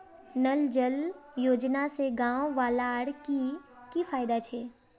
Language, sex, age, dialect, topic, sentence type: Magahi, male, 18-24, Northeastern/Surjapuri, banking, question